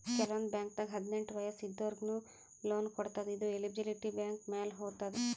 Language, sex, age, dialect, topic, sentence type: Kannada, female, 18-24, Northeastern, agriculture, statement